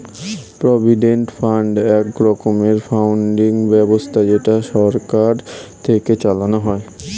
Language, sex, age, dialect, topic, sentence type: Bengali, male, 18-24, Standard Colloquial, banking, statement